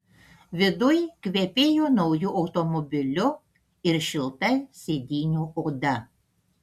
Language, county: Lithuanian, Panevėžys